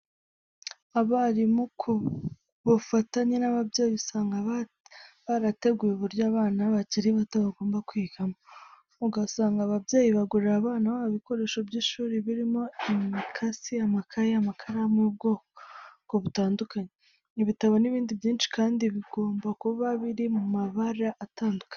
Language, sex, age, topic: Kinyarwanda, female, 18-24, education